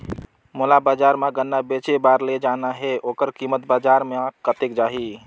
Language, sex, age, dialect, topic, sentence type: Chhattisgarhi, male, 25-30, Northern/Bhandar, agriculture, question